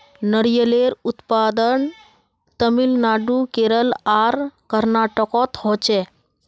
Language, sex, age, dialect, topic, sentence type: Magahi, female, 31-35, Northeastern/Surjapuri, agriculture, statement